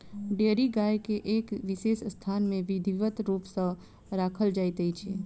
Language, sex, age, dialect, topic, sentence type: Maithili, female, 25-30, Southern/Standard, agriculture, statement